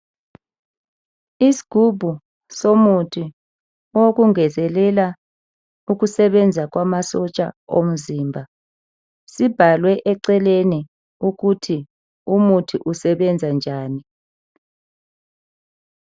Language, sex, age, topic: North Ndebele, male, 50+, health